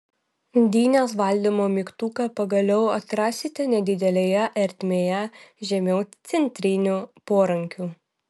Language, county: Lithuanian, Vilnius